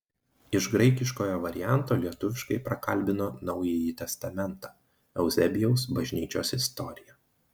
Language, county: Lithuanian, Marijampolė